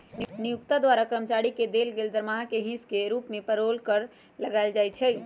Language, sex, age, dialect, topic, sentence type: Magahi, male, 25-30, Western, banking, statement